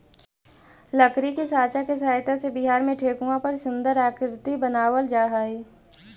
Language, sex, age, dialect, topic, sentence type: Magahi, female, 18-24, Central/Standard, banking, statement